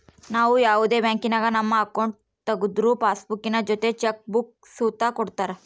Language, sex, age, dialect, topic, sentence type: Kannada, female, 18-24, Central, banking, statement